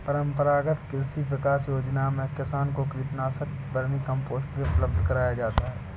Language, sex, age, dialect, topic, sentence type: Hindi, male, 60-100, Awadhi Bundeli, agriculture, statement